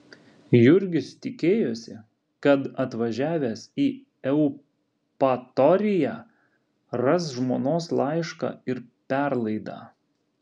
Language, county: Lithuanian, Vilnius